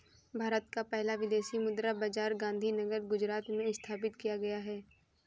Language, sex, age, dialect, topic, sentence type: Hindi, female, 25-30, Kanauji Braj Bhasha, banking, statement